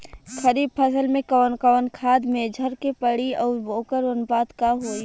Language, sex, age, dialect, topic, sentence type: Bhojpuri, female, 18-24, Western, agriculture, question